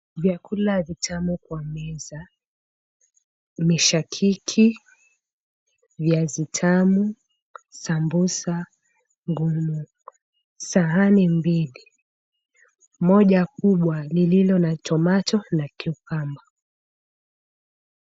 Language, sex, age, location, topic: Swahili, female, 18-24, Mombasa, agriculture